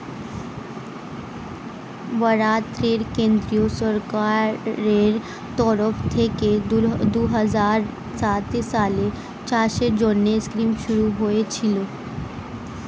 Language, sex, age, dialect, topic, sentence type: Bengali, female, 18-24, Standard Colloquial, agriculture, statement